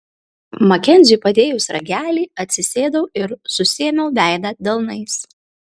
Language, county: Lithuanian, Kaunas